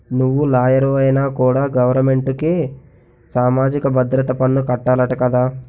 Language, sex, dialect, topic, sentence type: Telugu, male, Utterandhra, banking, statement